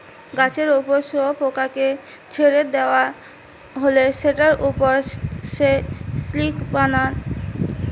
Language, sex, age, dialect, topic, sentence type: Bengali, female, 18-24, Western, agriculture, statement